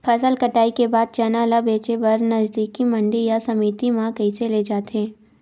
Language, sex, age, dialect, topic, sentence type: Chhattisgarhi, female, 18-24, Western/Budati/Khatahi, agriculture, question